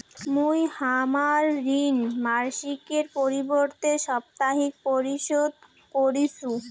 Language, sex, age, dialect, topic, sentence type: Bengali, female, 18-24, Rajbangshi, banking, statement